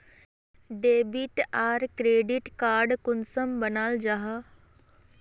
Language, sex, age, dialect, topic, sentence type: Magahi, female, 41-45, Northeastern/Surjapuri, banking, question